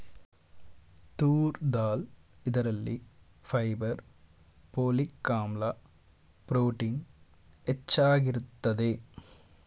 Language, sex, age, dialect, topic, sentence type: Kannada, male, 18-24, Mysore Kannada, agriculture, statement